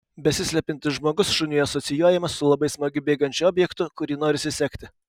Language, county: Lithuanian, Kaunas